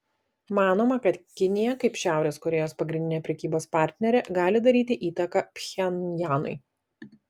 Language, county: Lithuanian, Vilnius